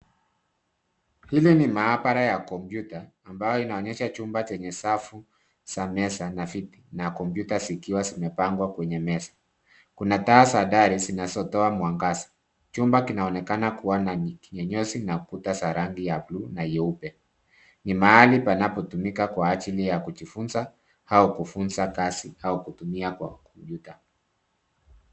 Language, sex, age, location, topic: Swahili, male, 50+, Nairobi, education